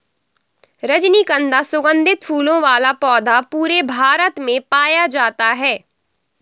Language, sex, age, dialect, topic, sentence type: Hindi, female, 60-100, Awadhi Bundeli, agriculture, statement